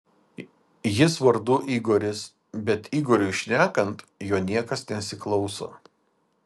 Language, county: Lithuanian, Vilnius